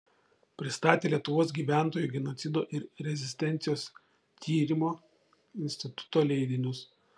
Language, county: Lithuanian, Šiauliai